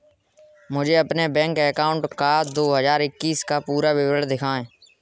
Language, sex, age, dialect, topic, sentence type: Hindi, male, 18-24, Kanauji Braj Bhasha, banking, question